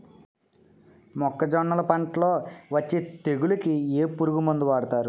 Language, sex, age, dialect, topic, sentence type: Telugu, male, 18-24, Utterandhra, agriculture, question